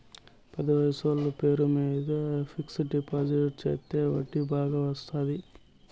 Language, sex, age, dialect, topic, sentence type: Telugu, male, 25-30, Southern, banking, statement